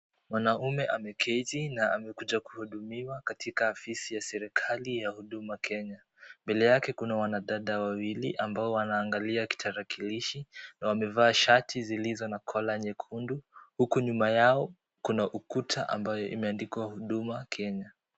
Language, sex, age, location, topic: Swahili, male, 18-24, Kisii, government